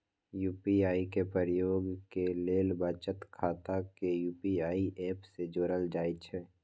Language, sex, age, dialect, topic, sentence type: Magahi, male, 18-24, Western, banking, statement